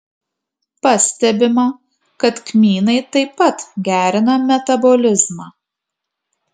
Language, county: Lithuanian, Kaunas